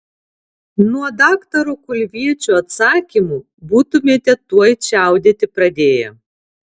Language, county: Lithuanian, Alytus